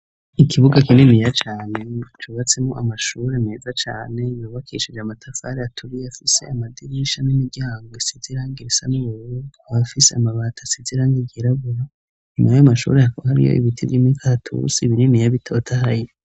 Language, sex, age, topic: Rundi, male, 25-35, education